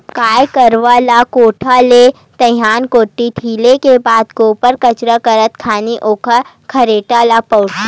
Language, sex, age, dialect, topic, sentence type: Chhattisgarhi, female, 25-30, Western/Budati/Khatahi, agriculture, statement